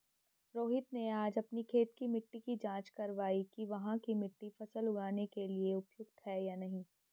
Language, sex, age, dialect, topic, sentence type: Hindi, female, 31-35, Hindustani Malvi Khadi Boli, agriculture, statement